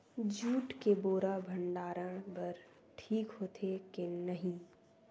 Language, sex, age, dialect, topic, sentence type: Chhattisgarhi, female, 18-24, Western/Budati/Khatahi, agriculture, question